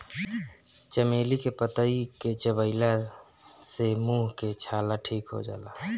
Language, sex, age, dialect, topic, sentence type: Bhojpuri, male, 51-55, Northern, agriculture, statement